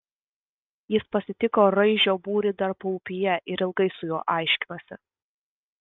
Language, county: Lithuanian, Vilnius